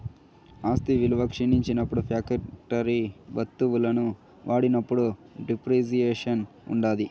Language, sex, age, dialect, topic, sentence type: Telugu, male, 51-55, Southern, banking, statement